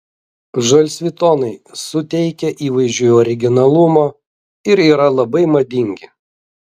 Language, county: Lithuanian, Vilnius